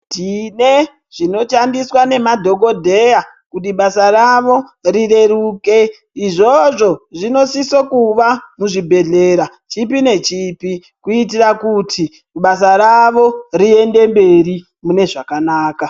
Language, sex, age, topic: Ndau, female, 50+, health